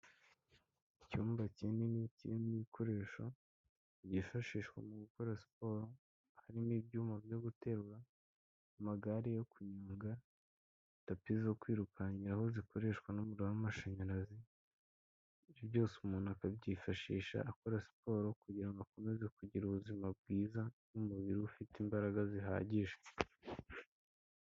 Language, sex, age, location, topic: Kinyarwanda, female, 18-24, Kigali, health